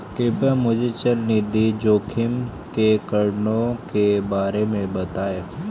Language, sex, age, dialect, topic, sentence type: Hindi, male, 18-24, Hindustani Malvi Khadi Boli, banking, statement